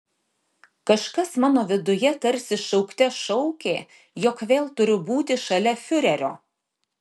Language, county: Lithuanian, Šiauliai